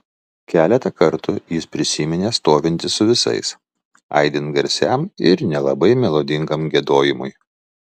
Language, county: Lithuanian, Vilnius